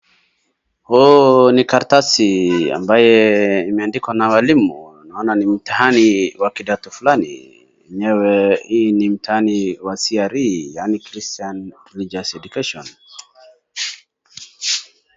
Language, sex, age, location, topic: Swahili, male, 36-49, Wajir, education